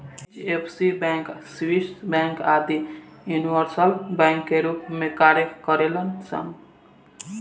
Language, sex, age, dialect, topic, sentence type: Bhojpuri, male, <18, Southern / Standard, banking, statement